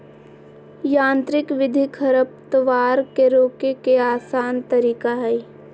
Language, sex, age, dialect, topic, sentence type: Magahi, female, 25-30, Southern, agriculture, statement